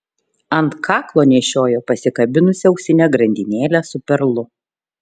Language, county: Lithuanian, Šiauliai